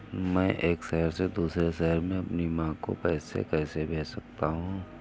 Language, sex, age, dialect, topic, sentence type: Hindi, male, 31-35, Awadhi Bundeli, banking, question